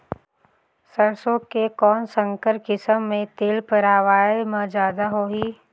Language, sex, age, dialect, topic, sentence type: Chhattisgarhi, female, 18-24, Northern/Bhandar, agriculture, question